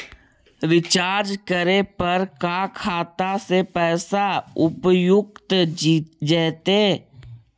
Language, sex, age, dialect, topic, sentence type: Magahi, male, 18-24, Central/Standard, banking, question